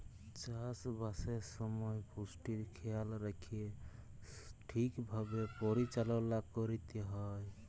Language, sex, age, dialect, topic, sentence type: Bengali, male, 25-30, Jharkhandi, agriculture, statement